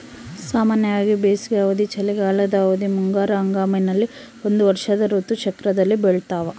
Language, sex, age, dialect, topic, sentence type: Kannada, female, 18-24, Central, agriculture, statement